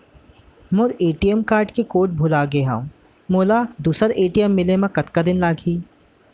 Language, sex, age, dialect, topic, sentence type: Chhattisgarhi, male, 18-24, Central, banking, question